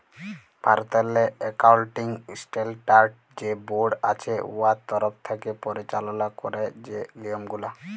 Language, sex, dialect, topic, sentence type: Bengali, male, Jharkhandi, banking, statement